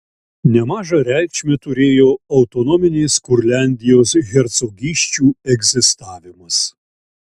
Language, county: Lithuanian, Šiauliai